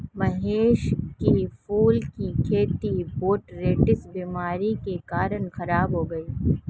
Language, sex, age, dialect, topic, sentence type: Hindi, female, 25-30, Marwari Dhudhari, agriculture, statement